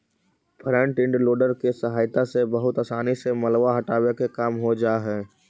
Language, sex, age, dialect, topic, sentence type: Magahi, male, 18-24, Central/Standard, banking, statement